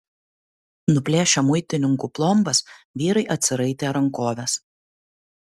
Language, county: Lithuanian, Kaunas